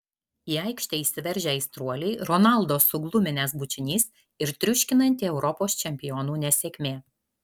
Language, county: Lithuanian, Alytus